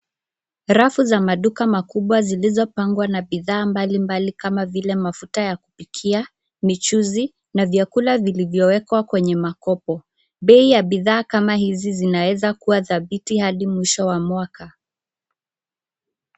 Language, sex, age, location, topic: Swahili, female, 25-35, Nairobi, finance